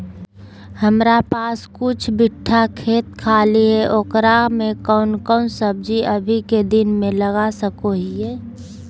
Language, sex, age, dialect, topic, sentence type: Magahi, female, 31-35, Southern, agriculture, question